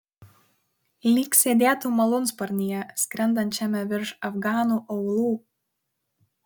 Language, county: Lithuanian, Kaunas